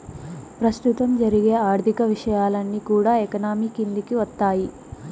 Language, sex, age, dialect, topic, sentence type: Telugu, female, 18-24, Southern, banking, statement